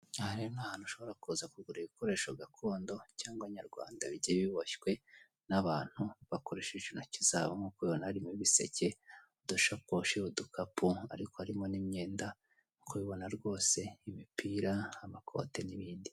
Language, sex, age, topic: Kinyarwanda, male, 25-35, finance